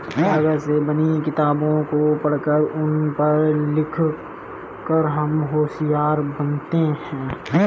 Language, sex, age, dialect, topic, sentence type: Hindi, male, 25-30, Marwari Dhudhari, agriculture, statement